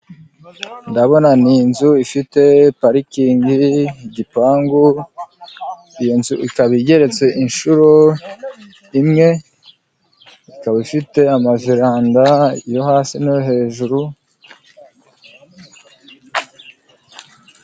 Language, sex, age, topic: Kinyarwanda, male, 25-35, finance